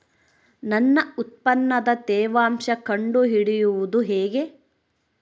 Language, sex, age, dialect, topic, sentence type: Kannada, female, 60-100, Central, agriculture, question